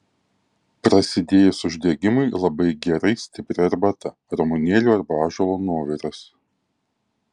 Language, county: Lithuanian, Kaunas